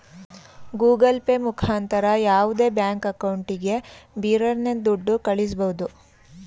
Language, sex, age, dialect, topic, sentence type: Kannada, female, 31-35, Mysore Kannada, banking, statement